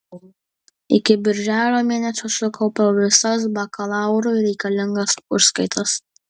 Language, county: Lithuanian, Kaunas